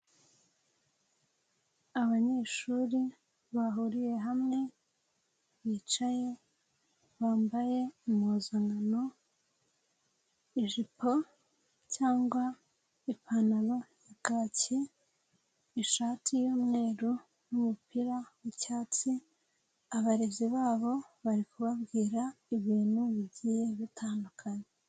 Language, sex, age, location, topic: Kinyarwanda, female, 18-24, Nyagatare, education